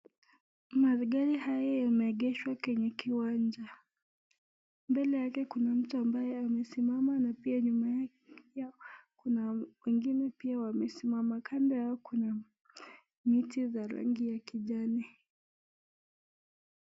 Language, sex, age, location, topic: Swahili, female, 18-24, Nakuru, finance